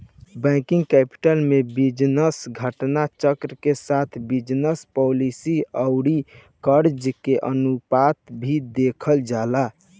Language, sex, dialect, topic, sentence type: Bhojpuri, male, Southern / Standard, banking, statement